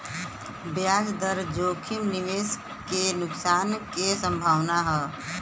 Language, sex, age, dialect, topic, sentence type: Bhojpuri, female, 60-100, Western, banking, statement